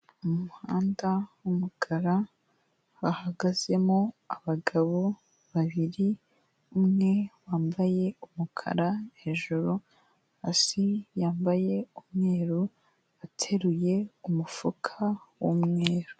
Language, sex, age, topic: Kinyarwanda, female, 18-24, government